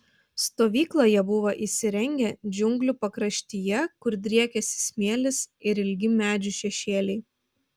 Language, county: Lithuanian, Vilnius